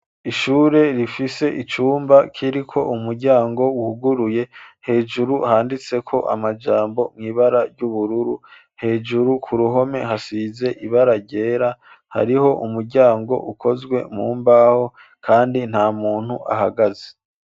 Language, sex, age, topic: Rundi, male, 25-35, education